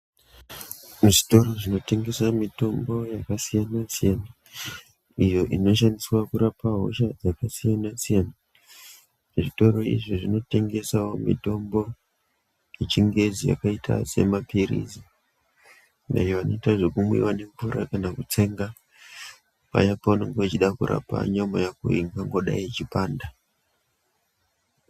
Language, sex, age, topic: Ndau, female, 50+, health